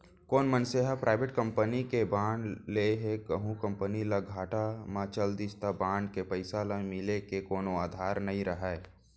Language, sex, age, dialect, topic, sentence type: Chhattisgarhi, male, 25-30, Central, banking, statement